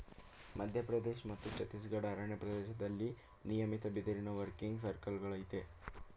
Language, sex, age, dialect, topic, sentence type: Kannada, male, 18-24, Mysore Kannada, agriculture, statement